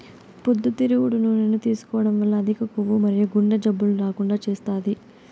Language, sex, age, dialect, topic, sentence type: Telugu, female, 18-24, Southern, agriculture, statement